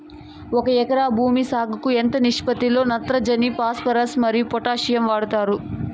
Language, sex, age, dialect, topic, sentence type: Telugu, female, 25-30, Southern, agriculture, question